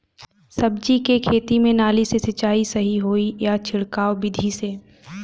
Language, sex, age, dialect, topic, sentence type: Bhojpuri, female, 18-24, Western, agriculture, question